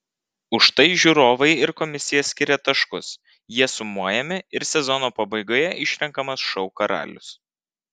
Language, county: Lithuanian, Vilnius